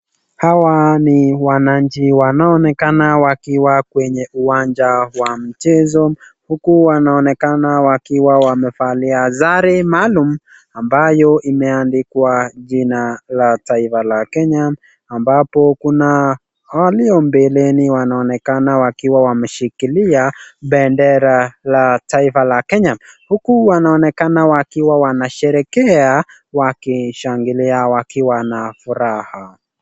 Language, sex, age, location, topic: Swahili, male, 18-24, Nakuru, government